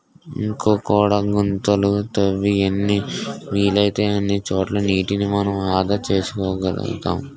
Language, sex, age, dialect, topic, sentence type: Telugu, male, 18-24, Utterandhra, agriculture, statement